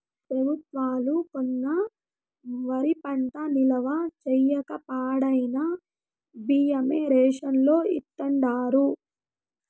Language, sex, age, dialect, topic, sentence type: Telugu, female, 18-24, Southern, agriculture, statement